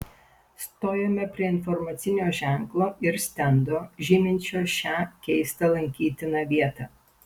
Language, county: Lithuanian, Panevėžys